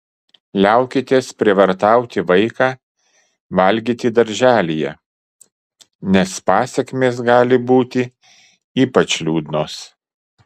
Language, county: Lithuanian, Kaunas